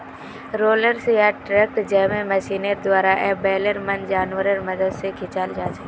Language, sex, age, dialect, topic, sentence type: Magahi, female, 18-24, Northeastern/Surjapuri, agriculture, statement